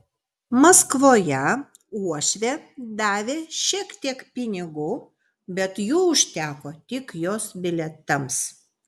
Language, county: Lithuanian, Vilnius